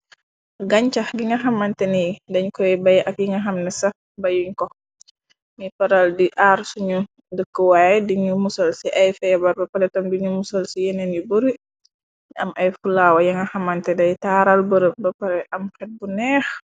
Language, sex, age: Wolof, female, 25-35